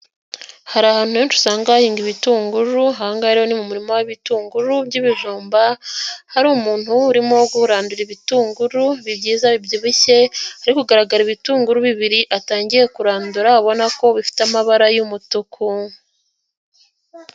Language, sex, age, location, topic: Kinyarwanda, female, 18-24, Nyagatare, agriculture